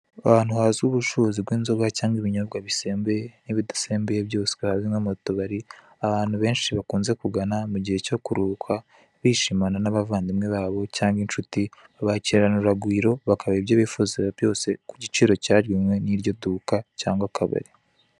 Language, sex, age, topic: Kinyarwanda, male, 18-24, finance